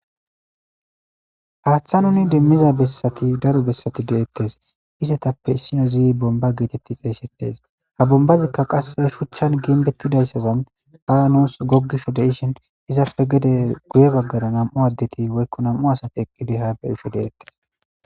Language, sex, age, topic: Gamo, male, 18-24, government